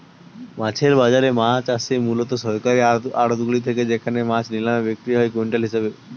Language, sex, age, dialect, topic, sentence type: Bengali, male, 18-24, Standard Colloquial, agriculture, statement